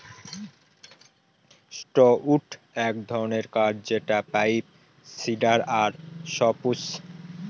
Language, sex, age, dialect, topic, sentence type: Bengali, male, 18-24, Northern/Varendri, agriculture, statement